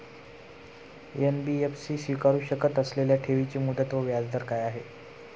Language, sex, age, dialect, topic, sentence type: Marathi, male, 25-30, Standard Marathi, banking, question